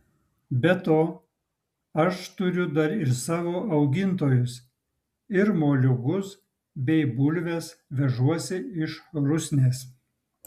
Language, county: Lithuanian, Utena